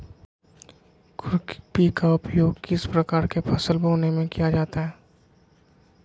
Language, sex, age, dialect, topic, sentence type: Magahi, male, 36-40, Southern, agriculture, question